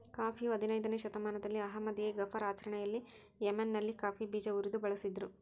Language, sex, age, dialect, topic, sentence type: Kannada, female, 51-55, Central, agriculture, statement